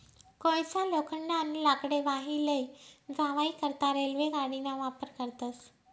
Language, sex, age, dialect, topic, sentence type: Marathi, female, 31-35, Northern Konkan, banking, statement